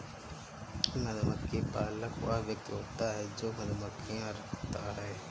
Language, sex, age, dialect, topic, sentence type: Hindi, male, 25-30, Kanauji Braj Bhasha, agriculture, statement